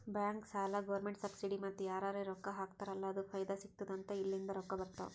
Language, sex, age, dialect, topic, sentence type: Kannada, female, 18-24, Northeastern, banking, statement